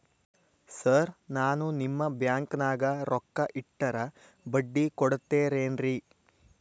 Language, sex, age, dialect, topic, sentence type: Kannada, male, 25-30, Dharwad Kannada, banking, question